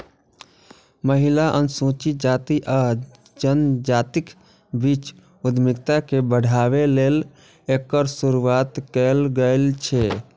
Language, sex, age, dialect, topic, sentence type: Maithili, male, 25-30, Eastern / Thethi, banking, statement